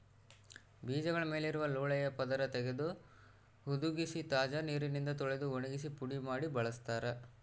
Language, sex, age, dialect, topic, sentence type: Kannada, male, 18-24, Central, agriculture, statement